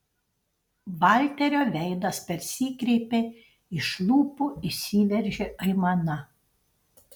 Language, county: Lithuanian, Panevėžys